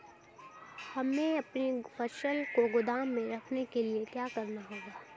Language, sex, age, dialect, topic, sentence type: Hindi, female, 18-24, Hindustani Malvi Khadi Boli, agriculture, question